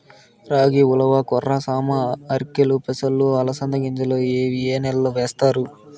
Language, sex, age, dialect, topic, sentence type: Telugu, male, 60-100, Southern, agriculture, question